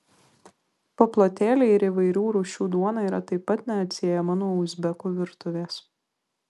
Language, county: Lithuanian, Vilnius